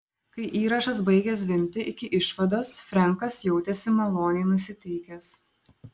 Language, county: Lithuanian, Šiauliai